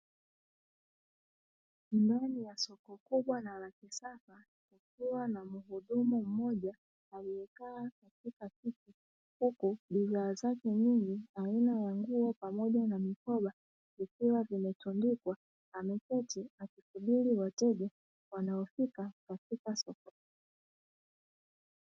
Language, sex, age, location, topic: Swahili, female, 36-49, Dar es Salaam, finance